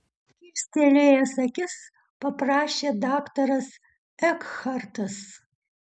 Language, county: Lithuanian, Utena